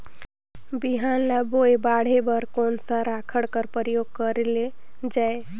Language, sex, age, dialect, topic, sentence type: Chhattisgarhi, female, 18-24, Northern/Bhandar, agriculture, question